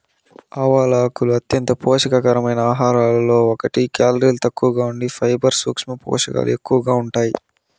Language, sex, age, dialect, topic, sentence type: Telugu, male, 18-24, Southern, agriculture, statement